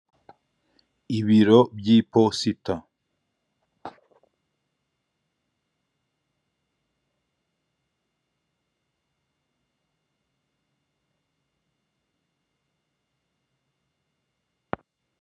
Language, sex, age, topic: Kinyarwanda, male, 25-35, finance